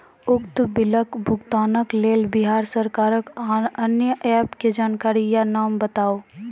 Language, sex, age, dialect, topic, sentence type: Maithili, female, 18-24, Angika, banking, question